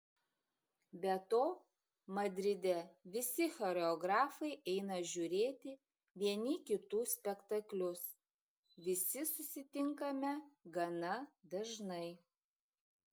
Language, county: Lithuanian, Šiauliai